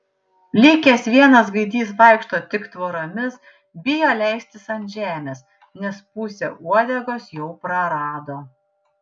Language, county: Lithuanian, Panevėžys